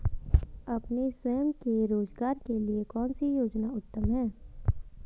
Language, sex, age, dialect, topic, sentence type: Hindi, female, 18-24, Garhwali, banking, question